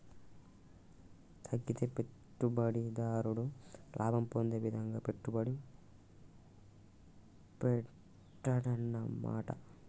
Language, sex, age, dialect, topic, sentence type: Telugu, male, 18-24, Telangana, banking, statement